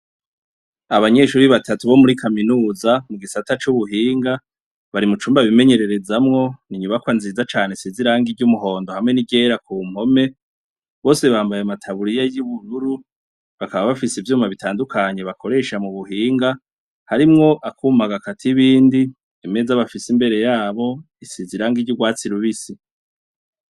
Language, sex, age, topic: Rundi, male, 36-49, education